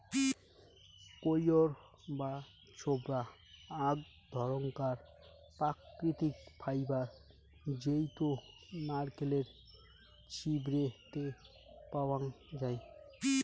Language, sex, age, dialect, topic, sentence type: Bengali, male, 18-24, Rajbangshi, agriculture, statement